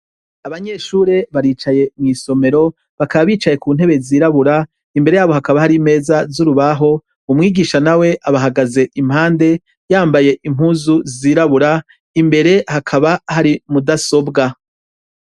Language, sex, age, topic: Rundi, male, 36-49, education